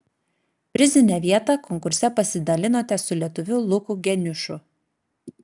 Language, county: Lithuanian, Klaipėda